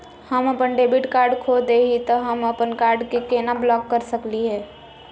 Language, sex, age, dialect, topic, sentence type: Magahi, female, 56-60, Southern, banking, question